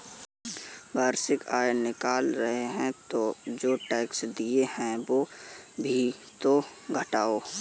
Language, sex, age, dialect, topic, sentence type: Hindi, male, 18-24, Kanauji Braj Bhasha, banking, statement